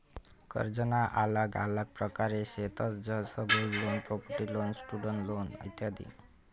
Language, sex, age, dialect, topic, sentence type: Marathi, male, 25-30, Northern Konkan, banking, statement